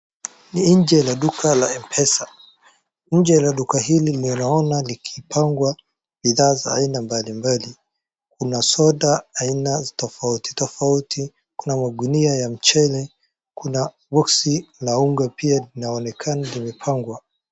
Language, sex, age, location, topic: Swahili, male, 18-24, Wajir, finance